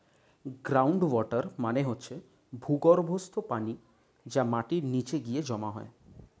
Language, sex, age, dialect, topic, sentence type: Bengali, male, 25-30, Standard Colloquial, agriculture, statement